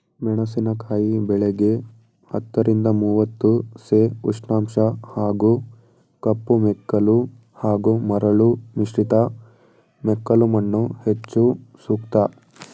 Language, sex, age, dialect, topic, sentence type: Kannada, male, 18-24, Mysore Kannada, agriculture, statement